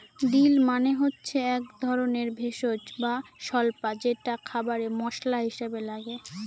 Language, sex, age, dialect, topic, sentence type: Bengali, female, 18-24, Northern/Varendri, agriculture, statement